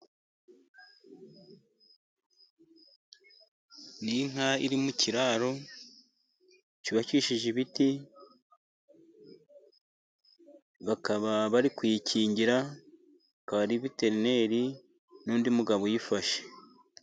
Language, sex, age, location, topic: Kinyarwanda, male, 50+, Musanze, agriculture